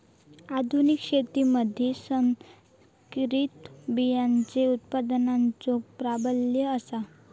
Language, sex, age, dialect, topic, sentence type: Marathi, female, 41-45, Southern Konkan, agriculture, statement